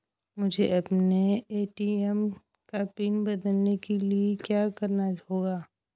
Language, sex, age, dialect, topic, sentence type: Hindi, male, 18-24, Hindustani Malvi Khadi Boli, banking, question